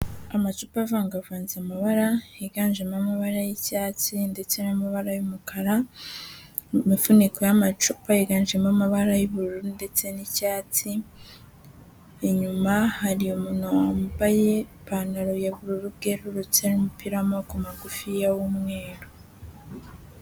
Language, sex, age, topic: Kinyarwanda, female, 18-24, health